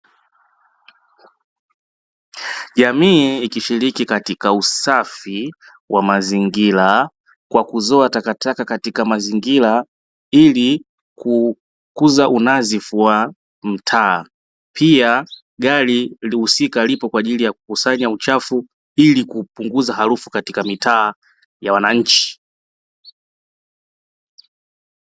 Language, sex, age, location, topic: Swahili, male, 18-24, Dar es Salaam, government